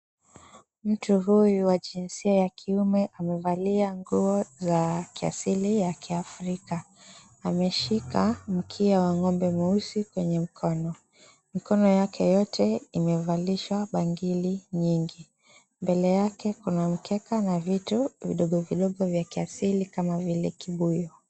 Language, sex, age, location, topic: Swahili, female, 25-35, Mombasa, health